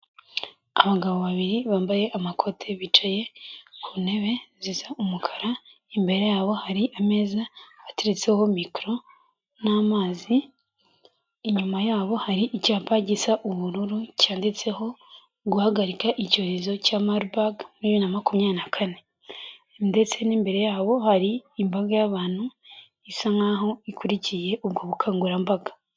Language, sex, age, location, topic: Kinyarwanda, female, 18-24, Kigali, health